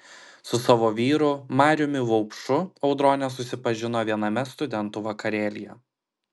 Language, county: Lithuanian, Klaipėda